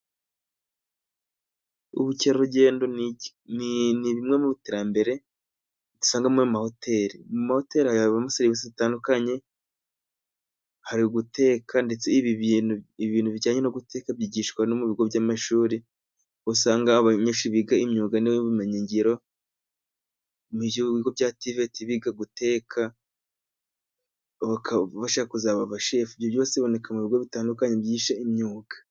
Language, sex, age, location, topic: Kinyarwanda, male, 18-24, Musanze, education